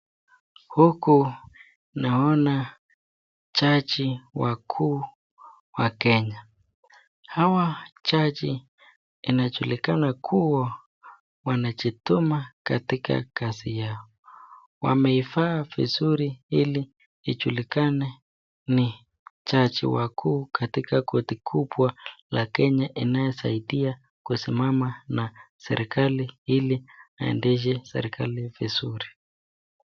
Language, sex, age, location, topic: Swahili, female, 36-49, Nakuru, government